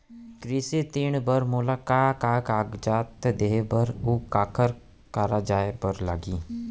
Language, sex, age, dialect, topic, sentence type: Chhattisgarhi, male, 25-30, Central, banking, question